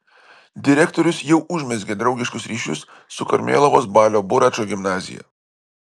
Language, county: Lithuanian, Vilnius